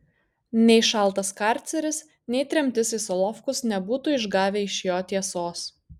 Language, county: Lithuanian, Kaunas